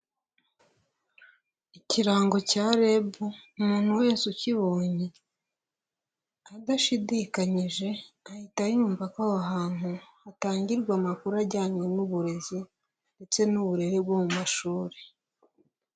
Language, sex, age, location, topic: Kinyarwanda, female, 25-35, Huye, government